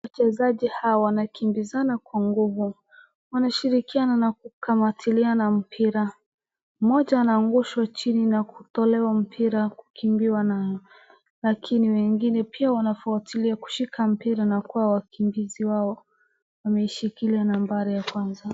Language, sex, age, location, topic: Swahili, female, 36-49, Wajir, government